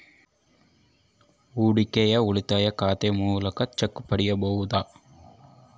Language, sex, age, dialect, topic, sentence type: Kannada, male, 25-30, Central, banking, question